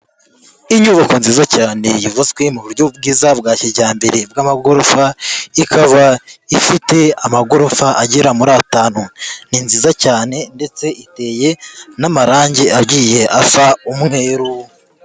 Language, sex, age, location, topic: Kinyarwanda, female, 25-35, Nyagatare, finance